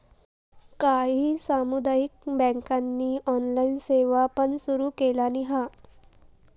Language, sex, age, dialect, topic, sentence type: Marathi, female, 18-24, Southern Konkan, banking, statement